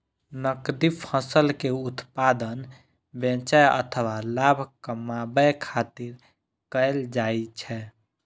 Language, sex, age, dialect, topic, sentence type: Maithili, female, 18-24, Eastern / Thethi, agriculture, statement